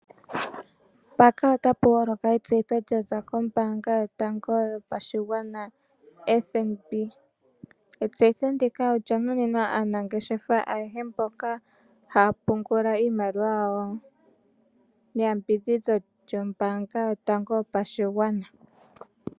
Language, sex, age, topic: Oshiwambo, female, 25-35, finance